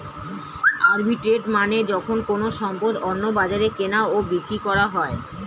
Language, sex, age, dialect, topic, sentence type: Bengali, male, 36-40, Standard Colloquial, banking, statement